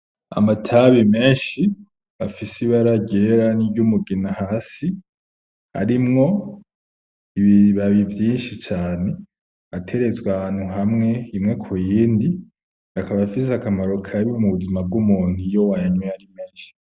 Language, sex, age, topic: Rundi, male, 18-24, agriculture